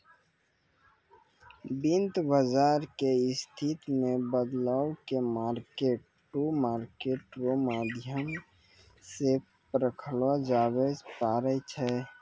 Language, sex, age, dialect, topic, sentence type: Maithili, male, 18-24, Angika, banking, statement